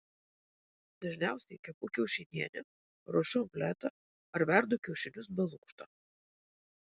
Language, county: Lithuanian, Vilnius